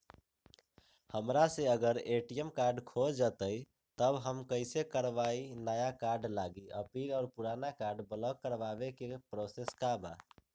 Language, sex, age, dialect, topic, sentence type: Magahi, male, 18-24, Western, banking, question